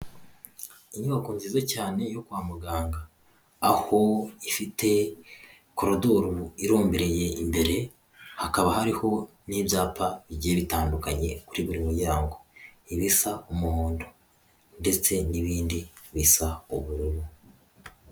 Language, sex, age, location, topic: Kinyarwanda, male, 18-24, Huye, health